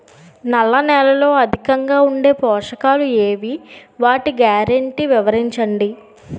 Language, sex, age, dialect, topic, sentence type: Telugu, female, 18-24, Utterandhra, agriculture, question